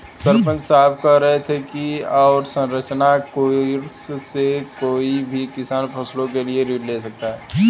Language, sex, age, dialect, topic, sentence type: Hindi, male, 18-24, Hindustani Malvi Khadi Boli, agriculture, statement